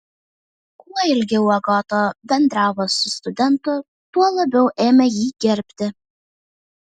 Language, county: Lithuanian, Vilnius